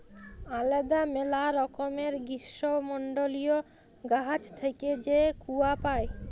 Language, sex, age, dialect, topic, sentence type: Bengali, female, 31-35, Jharkhandi, agriculture, statement